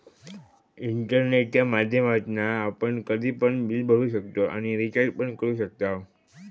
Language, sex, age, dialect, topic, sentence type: Marathi, male, 25-30, Southern Konkan, banking, statement